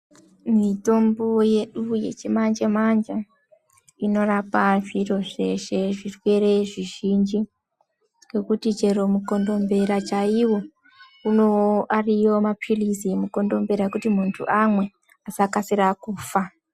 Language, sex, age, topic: Ndau, female, 18-24, health